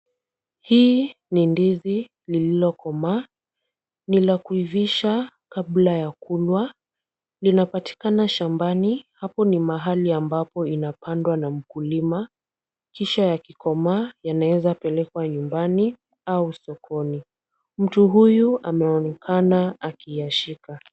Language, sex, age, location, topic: Swahili, female, 25-35, Kisumu, agriculture